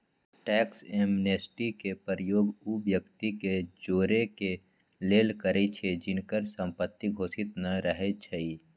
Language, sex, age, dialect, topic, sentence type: Magahi, male, 25-30, Western, banking, statement